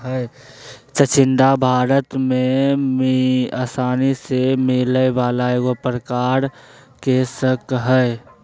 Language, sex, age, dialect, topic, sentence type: Magahi, male, 31-35, Southern, agriculture, statement